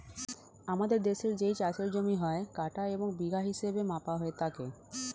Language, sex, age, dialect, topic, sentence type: Bengali, female, 31-35, Standard Colloquial, agriculture, statement